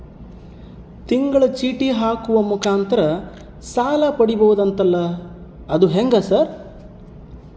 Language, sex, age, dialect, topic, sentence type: Kannada, male, 31-35, Central, banking, question